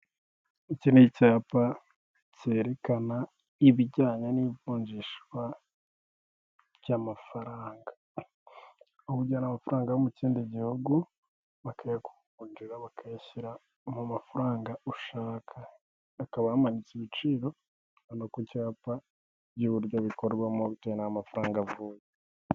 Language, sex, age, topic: Kinyarwanda, male, 18-24, finance